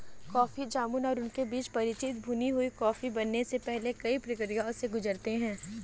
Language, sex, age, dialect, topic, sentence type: Hindi, female, 18-24, Kanauji Braj Bhasha, agriculture, statement